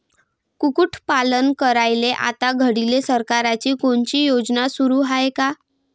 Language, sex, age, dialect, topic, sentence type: Marathi, female, 18-24, Varhadi, agriculture, question